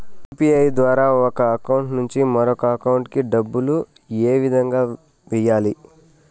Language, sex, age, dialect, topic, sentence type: Telugu, male, 25-30, Southern, banking, question